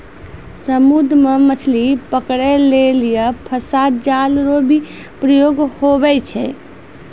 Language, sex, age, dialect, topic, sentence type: Maithili, female, 25-30, Angika, agriculture, statement